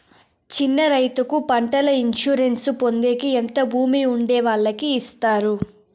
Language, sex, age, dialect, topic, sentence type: Telugu, female, 18-24, Southern, agriculture, question